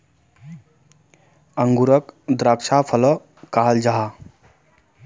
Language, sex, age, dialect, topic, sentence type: Magahi, male, 31-35, Northeastern/Surjapuri, agriculture, statement